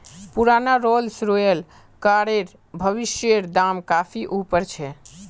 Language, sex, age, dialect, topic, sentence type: Magahi, male, 18-24, Northeastern/Surjapuri, banking, statement